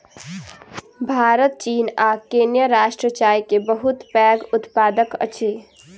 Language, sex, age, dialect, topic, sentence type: Maithili, female, 18-24, Southern/Standard, agriculture, statement